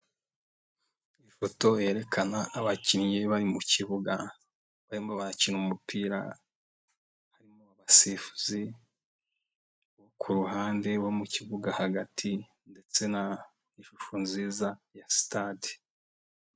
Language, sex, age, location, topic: Kinyarwanda, male, 25-35, Nyagatare, government